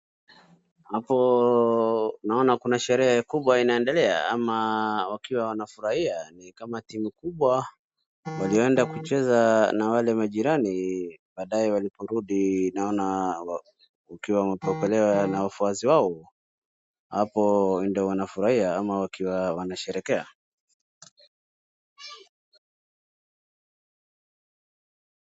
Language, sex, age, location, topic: Swahili, male, 36-49, Wajir, government